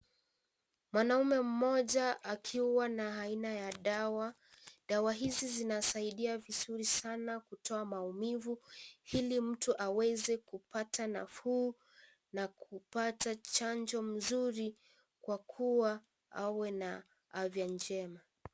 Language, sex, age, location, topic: Swahili, female, 18-24, Kisii, health